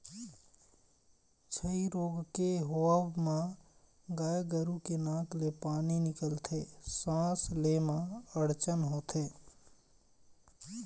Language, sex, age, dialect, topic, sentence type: Chhattisgarhi, male, 31-35, Eastern, agriculture, statement